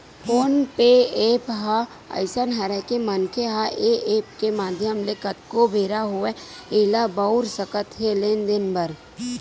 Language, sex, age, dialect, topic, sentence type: Chhattisgarhi, female, 18-24, Western/Budati/Khatahi, banking, statement